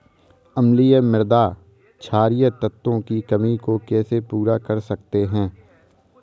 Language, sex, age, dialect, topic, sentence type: Hindi, male, 18-24, Awadhi Bundeli, agriculture, question